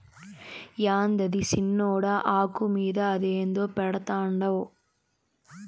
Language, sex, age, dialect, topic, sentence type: Telugu, female, 18-24, Southern, agriculture, statement